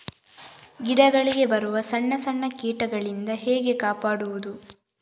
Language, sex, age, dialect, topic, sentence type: Kannada, female, 36-40, Coastal/Dakshin, agriculture, question